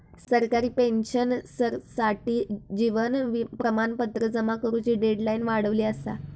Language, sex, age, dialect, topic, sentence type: Marathi, female, 25-30, Southern Konkan, banking, statement